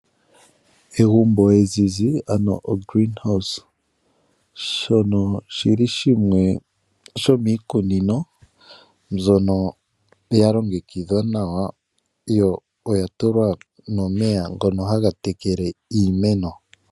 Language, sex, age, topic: Oshiwambo, male, 25-35, agriculture